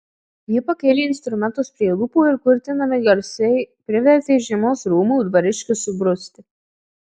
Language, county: Lithuanian, Marijampolė